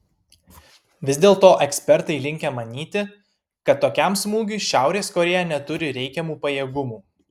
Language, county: Lithuanian, Kaunas